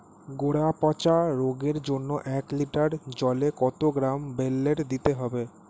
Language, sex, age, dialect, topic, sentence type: Bengali, male, 18-24, Standard Colloquial, agriculture, question